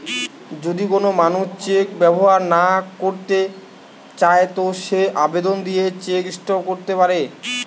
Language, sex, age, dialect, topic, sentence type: Bengali, male, 18-24, Western, banking, statement